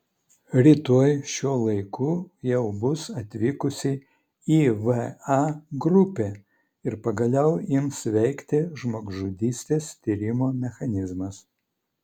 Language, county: Lithuanian, Vilnius